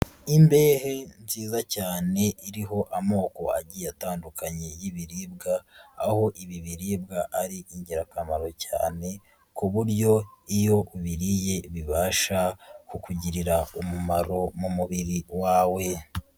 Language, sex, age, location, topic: Kinyarwanda, female, 36-49, Nyagatare, finance